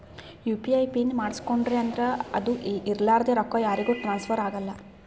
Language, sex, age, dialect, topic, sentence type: Kannada, female, 51-55, Northeastern, banking, statement